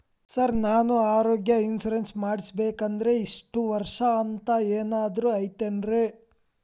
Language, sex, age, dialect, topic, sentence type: Kannada, male, 18-24, Dharwad Kannada, banking, question